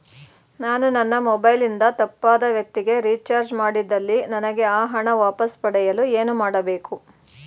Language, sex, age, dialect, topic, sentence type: Kannada, female, 36-40, Mysore Kannada, banking, question